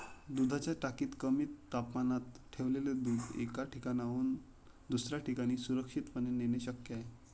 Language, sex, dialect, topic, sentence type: Marathi, male, Standard Marathi, agriculture, statement